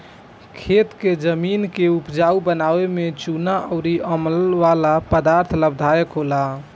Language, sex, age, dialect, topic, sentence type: Bhojpuri, male, 18-24, Northern, agriculture, statement